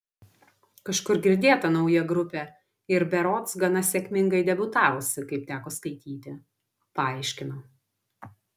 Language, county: Lithuanian, Vilnius